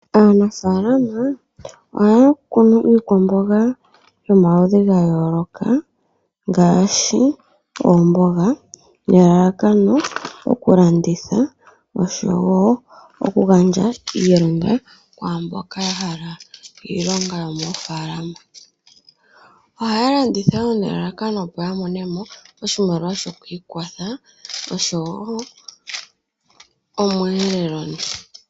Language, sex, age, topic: Oshiwambo, female, 25-35, agriculture